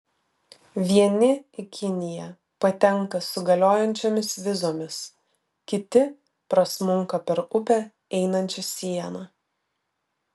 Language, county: Lithuanian, Vilnius